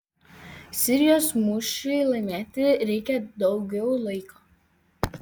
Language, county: Lithuanian, Vilnius